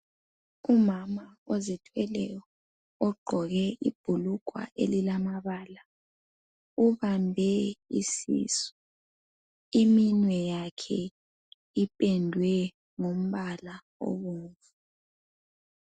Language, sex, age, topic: North Ndebele, male, 25-35, health